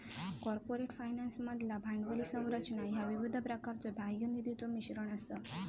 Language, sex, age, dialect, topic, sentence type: Marathi, female, 18-24, Southern Konkan, banking, statement